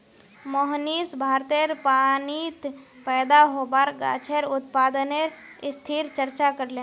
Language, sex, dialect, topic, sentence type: Magahi, female, Northeastern/Surjapuri, agriculture, statement